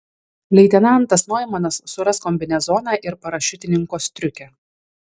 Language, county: Lithuanian, Vilnius